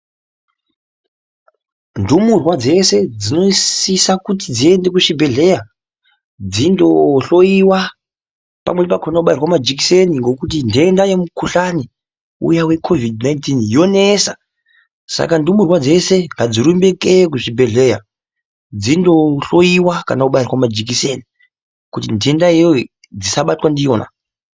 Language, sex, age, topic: Ndau, male, 50+, health